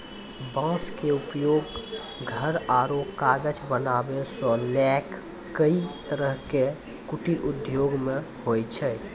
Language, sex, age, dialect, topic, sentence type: Maithili, male, 18-24, Angika, agriculture, statement